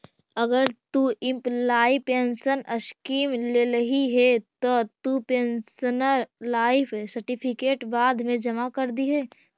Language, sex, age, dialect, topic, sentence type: Magahi, female, 25-30, Central/Standard, agriculture, statement